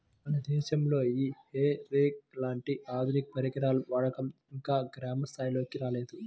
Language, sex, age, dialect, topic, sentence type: Telugu, male, 25-30, Central/Coastal, agriculture, statement